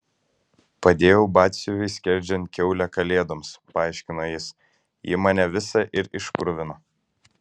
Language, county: Lithuanian, Kaunas